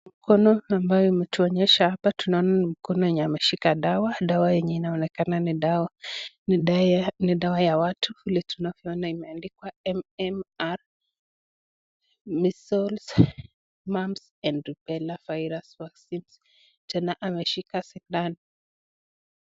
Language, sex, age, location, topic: Swahili, female, 25-35, Nakuru, health